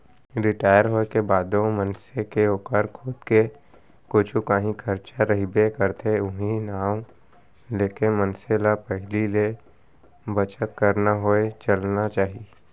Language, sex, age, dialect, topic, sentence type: Chhattisgarhi, male, 25-30, Central, banking, statement